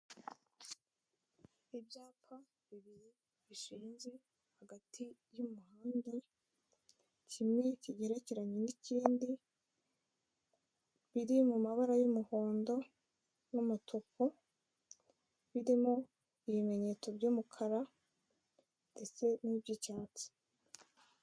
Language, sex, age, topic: Kinyarwanda, female, 25-35, government